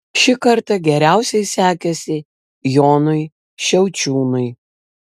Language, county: Lithuanian, Vilnius